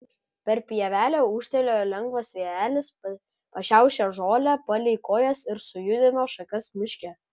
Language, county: Lithuanian, Kaunas